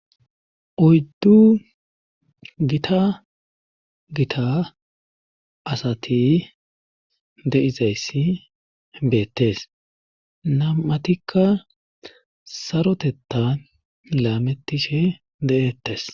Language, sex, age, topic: Gamo, male, 25-35, government